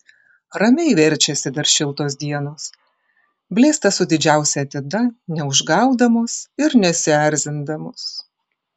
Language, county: Lithuanian, Klaipėda